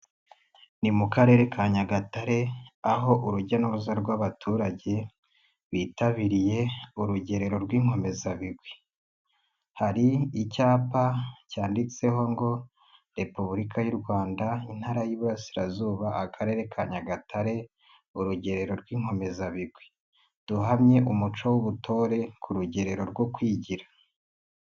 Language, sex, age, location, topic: Kinyarwanda, male, 25-35, Nyagatare, government